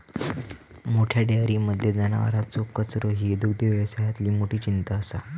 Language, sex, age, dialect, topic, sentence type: Marathi, male, 18-24, Southern Konkan, agriculture, statement